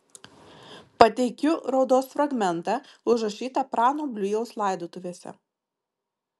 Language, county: Lithuanian, Marijampolė